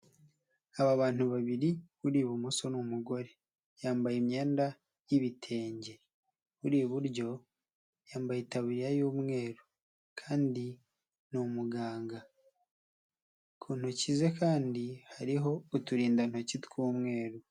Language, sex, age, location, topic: Kinyarwanda, male, 25-35, Nyagatare, health